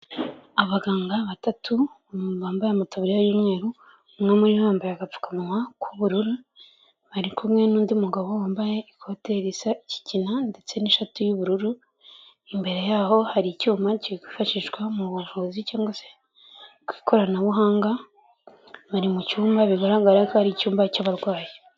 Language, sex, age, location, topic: Kinyarwanda, female, 18-24, Kigali, health